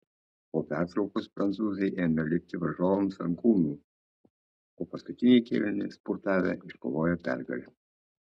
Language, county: Lithuanian, Kaunas